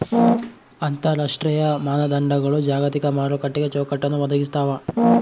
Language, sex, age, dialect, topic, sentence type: Kannada, male, 25-30, Central, banking, statement